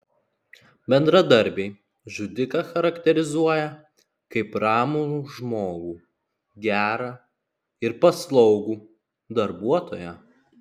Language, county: Lithuanian, Klaipėda